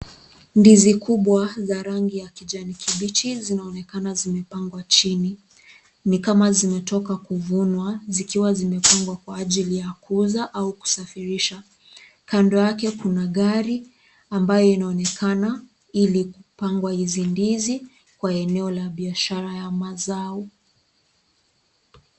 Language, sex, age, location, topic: Swahili, female, 25-35, Kisii, agriculture